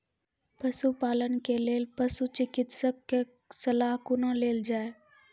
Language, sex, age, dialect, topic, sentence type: Maithili, female, 41-45, Angika, agriculture, question